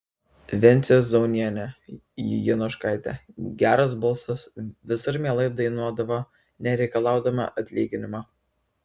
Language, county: Lithuanian, Vilnius